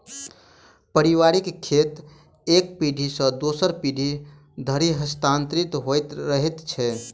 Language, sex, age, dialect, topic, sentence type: Maithili, male, 18-24, Southern/Standard, agriculture, statement